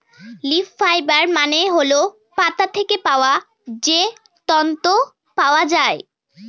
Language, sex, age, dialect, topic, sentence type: Bengali, female, <18, Northern/Varendri, agriculture, statement